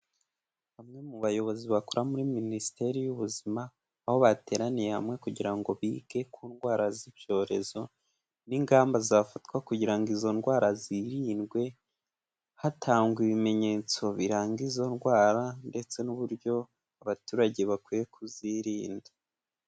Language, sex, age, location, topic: Kinyarwanda, male, 18-24, Kigali, health